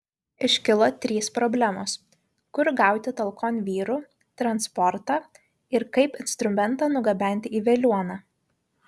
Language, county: Lithuanian, Vilnius